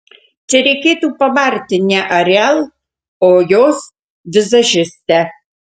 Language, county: Lithuanian, Tauragė